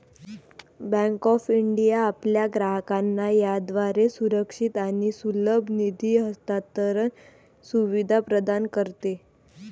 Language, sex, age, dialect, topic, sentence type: Marathi, female, 18-24, Varhadi, banking, statement